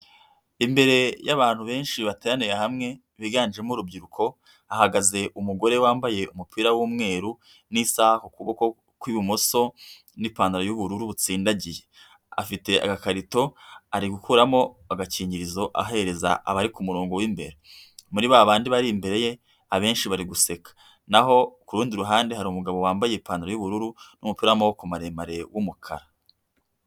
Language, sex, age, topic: Kinyarwanda, female, 50+, health